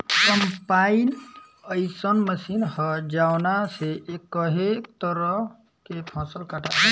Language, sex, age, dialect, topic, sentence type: Bhojpuri, male, 18-24, Southern / Standard, agriculture, statement